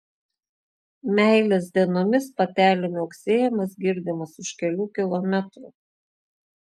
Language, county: Lithuanian, Klaipėda